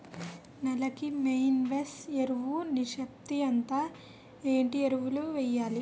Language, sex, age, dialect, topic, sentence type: Telugu, female, 18-24, Utterandhra, agriculture, question